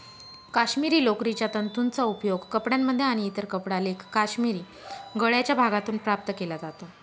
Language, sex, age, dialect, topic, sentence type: Marathi, female, 25-30, Northern Konkan, agriculture, statement